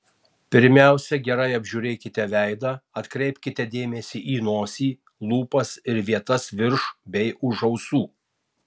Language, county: Lithuanian, Tauragė